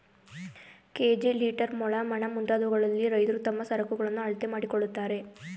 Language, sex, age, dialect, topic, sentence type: Kannada, female, 18-24, Mysore Kannada, agriculture, statement